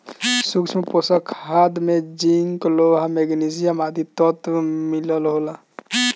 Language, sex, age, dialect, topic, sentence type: Bhojpuri, male, 25-30, Northern, agriculture, statement